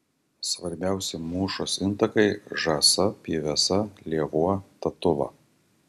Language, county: Lithuanian, Tauragė